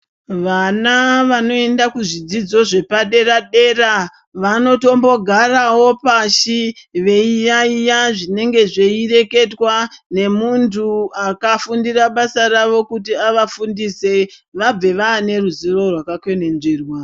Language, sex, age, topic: Ndau, male, 50+, education